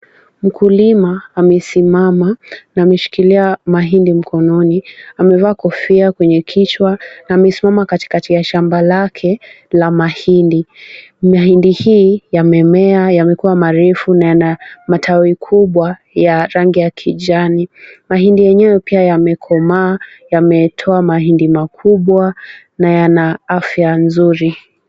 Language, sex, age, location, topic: Swahili, female, 18-24, Kisumu, agriculture